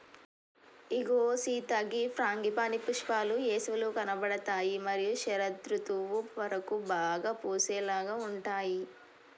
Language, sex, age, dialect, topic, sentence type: Telugu, female, 18-24, Telangana, agriculture, statement